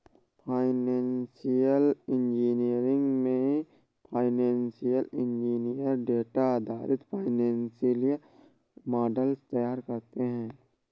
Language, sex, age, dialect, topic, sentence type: Hindi, male, 31-35, Awadhi Bundeli, banking, statement